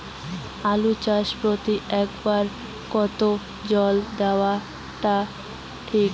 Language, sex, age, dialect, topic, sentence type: Bengali, female, 18-24, Rajbangshi, agriculture, question